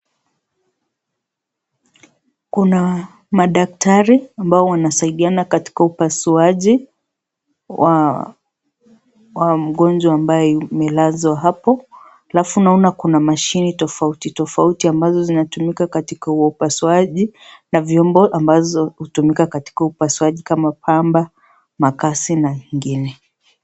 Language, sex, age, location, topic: Swahili, female, 25-35, Kisii, health